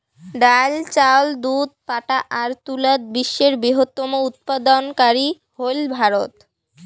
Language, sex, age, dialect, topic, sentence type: Bengali, female, 18-24, Rajbangshi, agriculture, statement